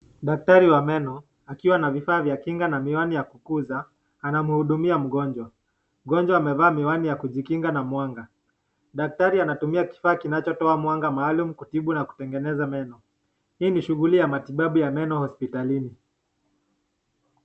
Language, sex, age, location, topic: Swahili, male, 18-24, Nakuru, health